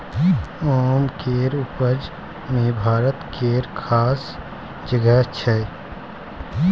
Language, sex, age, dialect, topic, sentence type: Maithili, male, 18-24, Bajjika, agriculture, statement